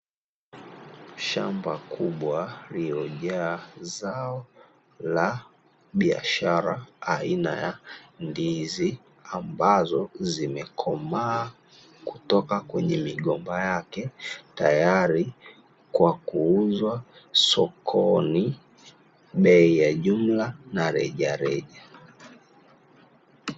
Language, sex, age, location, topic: Swahili, male, 18-24, Dar es Salaam, agriculture